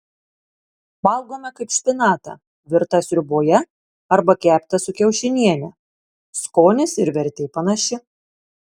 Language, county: Lithuanian, Marijampolė